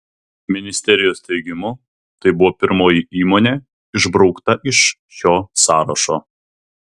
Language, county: Lithuanian, Vilnius